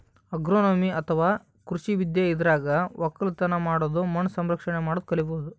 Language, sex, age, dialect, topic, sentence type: Kannada, male, 18-24, Northeastern, agriculture, statement